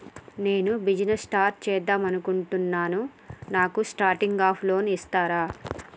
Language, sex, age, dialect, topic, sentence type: Telugu, female, 31-35, Telangana, banking, question